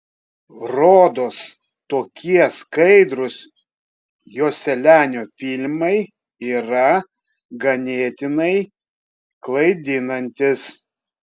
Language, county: Lithuanian, Kaunas